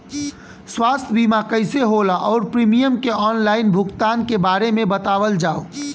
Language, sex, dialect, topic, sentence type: Bhojpuri, male, Southern / Standard, banking, question